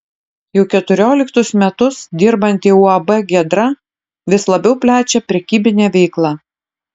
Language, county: Lithuanian, Utena